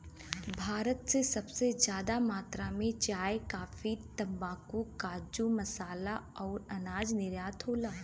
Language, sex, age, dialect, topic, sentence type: Bhojpuri, female, 25-30, Western, agriculture, statement